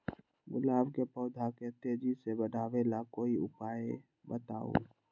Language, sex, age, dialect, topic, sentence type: Magahi, male, 46-50, Western, agriculture, question